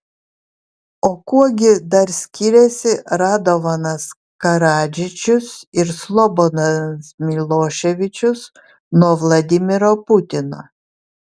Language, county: Lithuanian, Vilnius